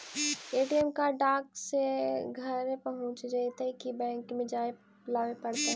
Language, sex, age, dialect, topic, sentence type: Magahi, female, 18-24, Central/Standard, banking, question